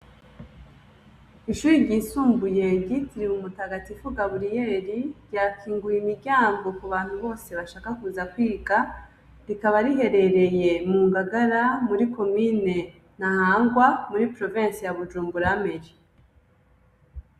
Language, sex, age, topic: Rundi, female, 25-35, education